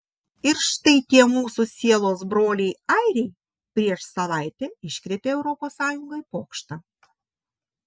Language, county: Lithuanian, Šiauliai